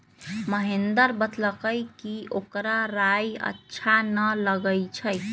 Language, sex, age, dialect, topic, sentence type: Magahi, female, 31-35, Western, agriculture, statement